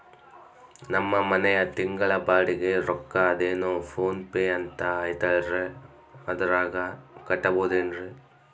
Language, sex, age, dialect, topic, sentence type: Kannada, female, 36-40, Central, banking, question